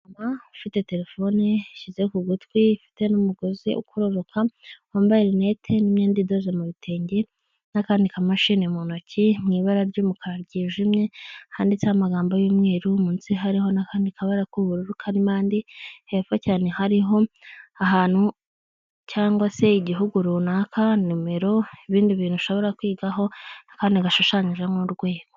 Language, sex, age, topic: Kinyarwanda, female, 25-35, government